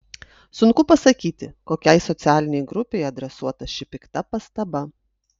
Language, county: Lithuanian, Utena